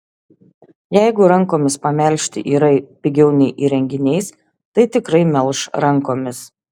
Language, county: Lithuanian, Šiauliai